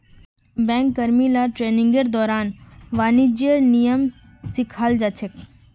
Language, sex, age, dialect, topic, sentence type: Magahi, female, 36-40, Northeastern/Surjapuri, banking, statement